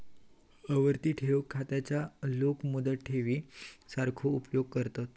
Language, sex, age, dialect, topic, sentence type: Marathi, female, 18-24, Southern Konkan, banking, statement